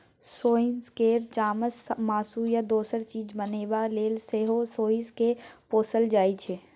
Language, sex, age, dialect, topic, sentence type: Maithili, female, 18-24, Bajjika, agriculture, statement